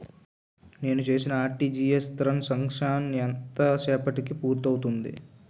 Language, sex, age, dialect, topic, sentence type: Telugu, male, 18-24, Utterandhra, banking, question